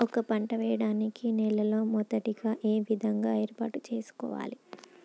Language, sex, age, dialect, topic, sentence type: Telugu, female, 25-30, Telangana, agriculture, question